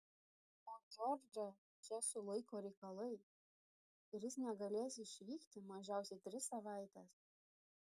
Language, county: Lithuanian, Šiauliai